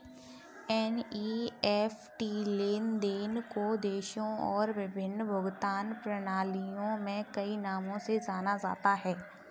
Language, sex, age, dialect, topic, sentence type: Hindi, female, 36-40, Kanauji Braj Bhasha, banking, statement